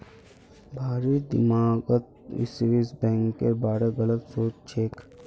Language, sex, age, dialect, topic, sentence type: Magahi, male, 51-55, Northeastern/Surjapuri, banking, statement